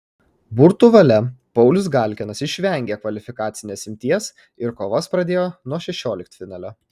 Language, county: Lithuanian, Kaunas